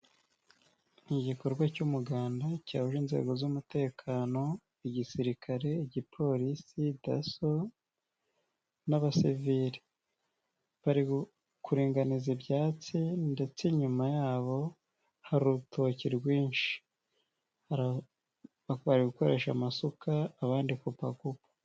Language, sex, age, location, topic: Kinyarwanda, male, 18-24, Nyagatare, government